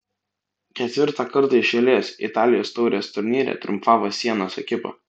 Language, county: Lithuanian, Vilnius